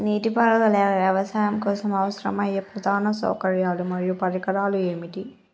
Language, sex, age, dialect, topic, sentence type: Telugu, male, 25-30, Telangana, agriculture, question